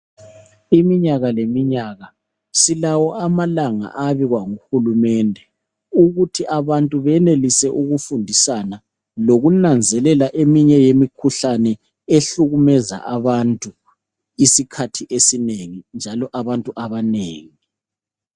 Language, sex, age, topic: North Ndebele, male, 36-49, health